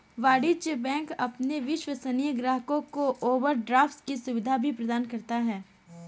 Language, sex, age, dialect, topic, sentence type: Hindi, female, 18-24, Kanauji Braj Bhasha, banking, statement